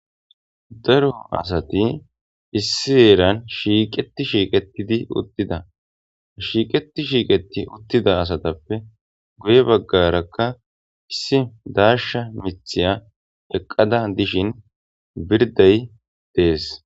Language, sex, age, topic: Gamo, male, 18-24, government